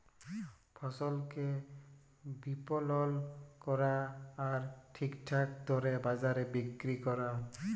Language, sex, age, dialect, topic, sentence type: Bengali, male, 18-24, Jharkhandi, agriculture, statement